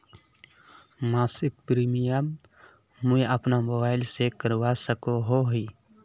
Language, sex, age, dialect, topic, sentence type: Magahi, male, 31-35, Northeastern/Surjapuri, banking, question